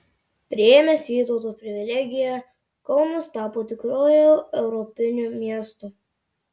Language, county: Lithuanian, Marijampolė